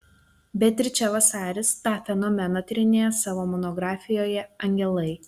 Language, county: Lithuanian, Telšiai